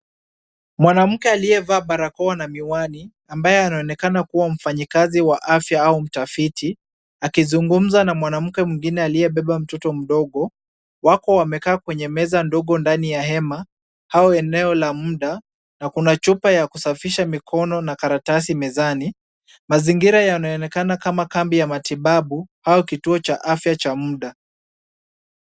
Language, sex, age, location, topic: Swahili, male, 25-35, Kisumu, health